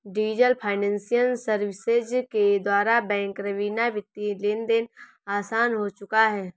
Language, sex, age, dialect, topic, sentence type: Hindi, female, 18-24, Marwari Dhudhari, banking, statement